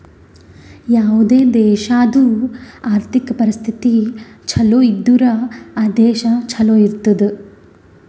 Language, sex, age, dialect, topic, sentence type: Kannada, female, 18-24, Northeastern, banking, statement